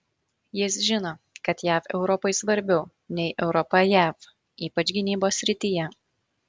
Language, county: Lithuanian, Marijampolė